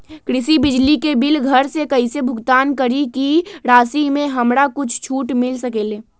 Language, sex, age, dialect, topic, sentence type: Magahi, female, 18-24, Western, banking, question